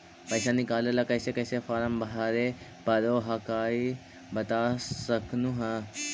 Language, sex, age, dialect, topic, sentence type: Magahi, male, 18-24, Central/Standard, banking, question